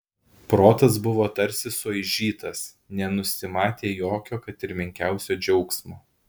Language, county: Lithuanian, Alytus